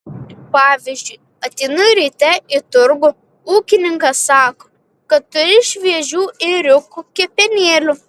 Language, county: Lithuanian, Vilnius